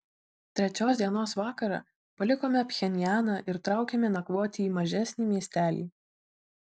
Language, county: Lithuanian, Vilnius